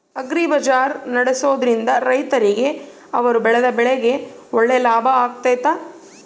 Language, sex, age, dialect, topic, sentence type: Kannada, female, 31-35, Central, agriculture, question